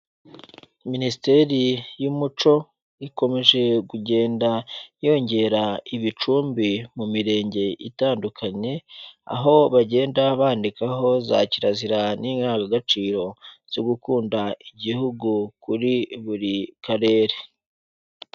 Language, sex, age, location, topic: Kinyarwanda, male, 18-24, Huye, education